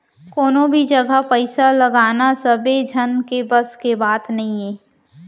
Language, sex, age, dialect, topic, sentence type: Chhattisgarhi, female, 18-24, Central, banking, statement